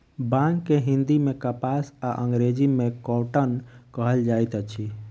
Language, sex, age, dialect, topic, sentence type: Maithili, male, 46-50, Southern/Standard, agriculture, statement